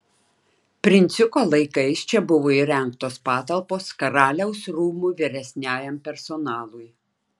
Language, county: Lithuanian, Klaipėda